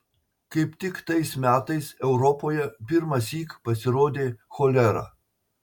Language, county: Lithuanian, Marijampolė